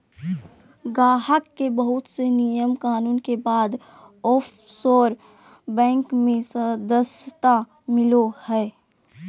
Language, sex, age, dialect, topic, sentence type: Magahi, female, 18-24, Southern, banking, statement